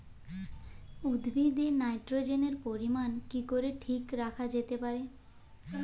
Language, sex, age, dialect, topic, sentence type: Bengali, female, 18-24, Jharkhandi, agriculture, question